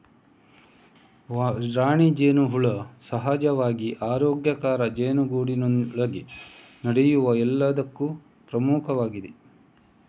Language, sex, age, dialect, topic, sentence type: Kannada, male, 25-30, Coastal/Dakshin, agriculture, statement